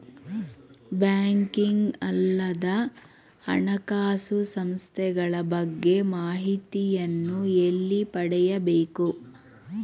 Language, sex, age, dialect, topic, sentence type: Kannada, female, 36-40, Mysore Kannada, banking, question